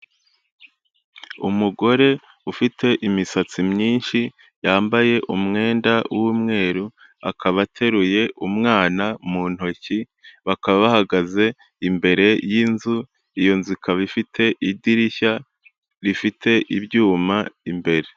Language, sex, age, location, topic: Kinyarwanda, male, 25-35, Kigali, health